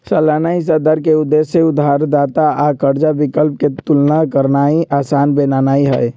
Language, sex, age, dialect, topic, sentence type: Magahi, male, 18-24, Western, banking, statement